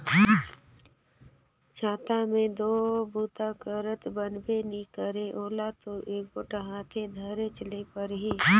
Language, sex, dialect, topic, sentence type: Chhattisgarhi, female, Northern/Bhandar, agriculture, statement